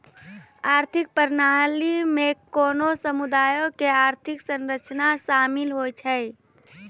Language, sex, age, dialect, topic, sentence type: Maithili, female, 18-24, Angika, banking, statement